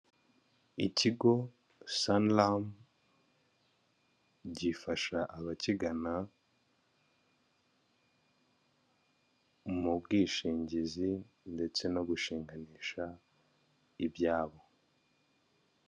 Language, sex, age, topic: Kinyarwanda, male, 25-35, finance